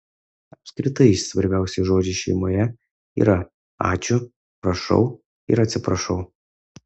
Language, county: Lithuanian, Kaunas